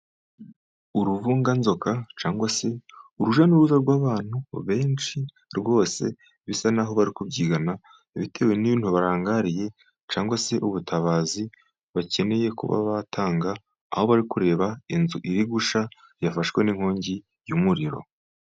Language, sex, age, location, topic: Kinyarwanda, male, 50+, Musanze, government